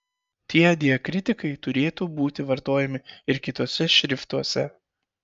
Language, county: Lithuanian, Šiauliai